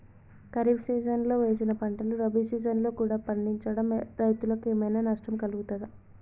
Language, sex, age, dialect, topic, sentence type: Telugu, female, 18-24, Telangana, agriculture, question